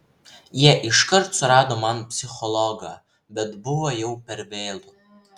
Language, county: Lithuanian, Vilnius